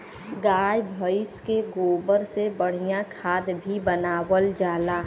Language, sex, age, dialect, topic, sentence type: Bhojpuri, female, 31-35, Western, agriculture, statement